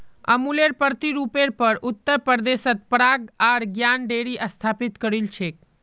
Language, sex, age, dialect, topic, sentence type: Magahi, male, 18-24, Northeastern/Surjapuri, agriculture, statement